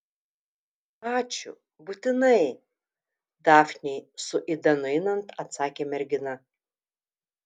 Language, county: Lithuanian, Telšiai